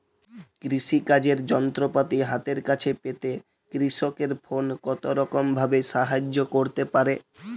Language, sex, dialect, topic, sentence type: Bengali, male, Jharkhandi, agriculture, question